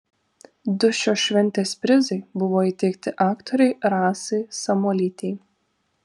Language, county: Lithuanian, Vilnius